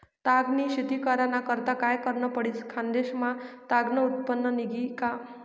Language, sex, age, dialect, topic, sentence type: Marathi, female, 56-60, Northern Konkan, agriculture, statement